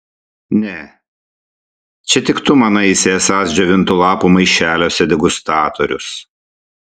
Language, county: Lithuanian, Šiauliai